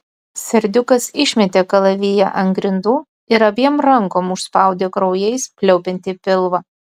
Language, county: Lithuanian, Utena